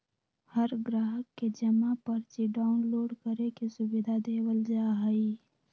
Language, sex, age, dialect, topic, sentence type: Magahi, female, 18-24, Western, banking, statement